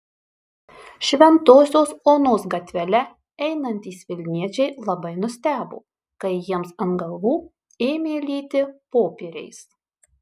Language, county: Lithuanian, Marijampolė